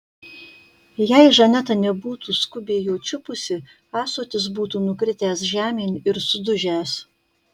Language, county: Lithuanian, Kaunas